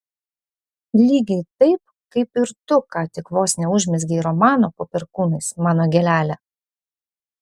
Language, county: Lithuanian, Vilnius